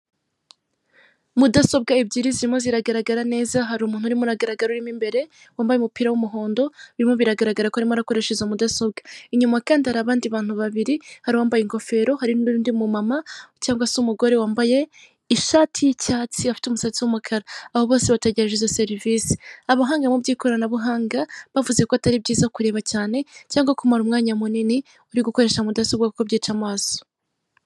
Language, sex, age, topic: Kinyarwanda, female, 18-24, finance